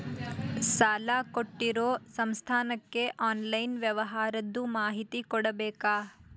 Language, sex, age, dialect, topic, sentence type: Kannada, female, 18-24, Dharwad Kannada, banking, question